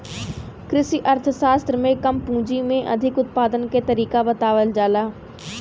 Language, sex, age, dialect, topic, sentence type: Bhojpuri, female, 18-24, Western, agriculture, statement